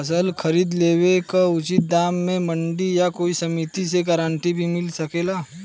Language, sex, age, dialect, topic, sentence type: Bhojpuri, male, 25-30, Western, agriculture, question